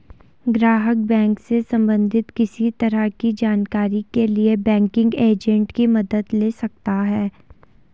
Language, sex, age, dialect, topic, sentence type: Hindi, female, 18-24, Garhwali, banking, statement